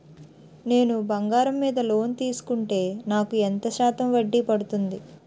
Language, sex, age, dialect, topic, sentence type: Telugu, female, 18-24, Utterandhra, banking, question